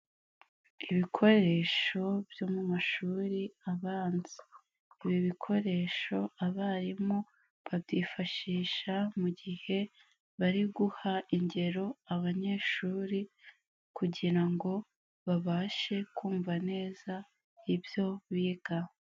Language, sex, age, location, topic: Kinyarwanda, female, 18-24, Nyagatare, education